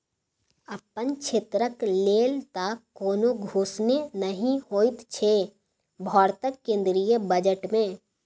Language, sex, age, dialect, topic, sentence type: Maithili, female, 18-24, Bajjika, banking, statement